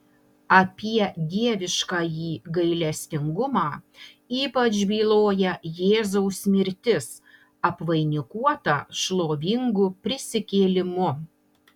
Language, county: Lithuanian, Panevėžys